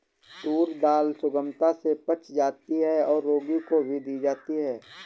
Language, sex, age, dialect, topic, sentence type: Hindi, male, 18-24, Awadhi Bundeli, agriculture, statement